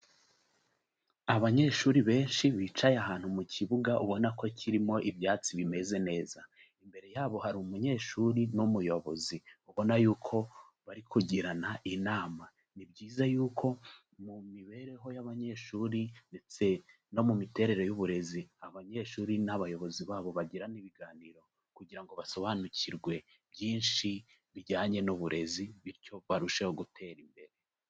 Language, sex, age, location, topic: Kinyarwanda, male, 25-35, Kigali, education